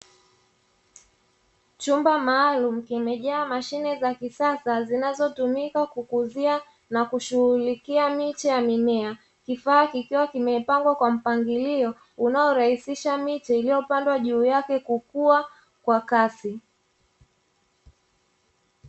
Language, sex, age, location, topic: Swahili, female, 25-35, Dar es Salaam, agriculture